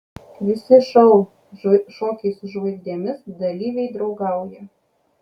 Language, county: Lithuanian, Kaunas